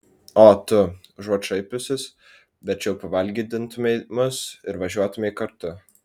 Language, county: Lithuanian, Vilnius